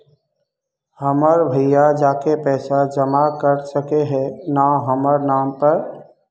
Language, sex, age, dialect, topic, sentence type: Magahi, male, 25-30, Northeastern/Surjapuri, banking, question